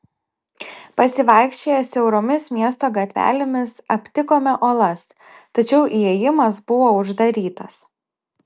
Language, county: Lithuanian, Telšiai